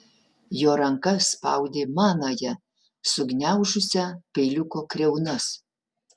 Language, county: Lithuanian, Utena